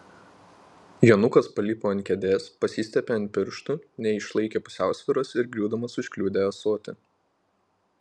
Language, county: Lithuanian, Panevėžys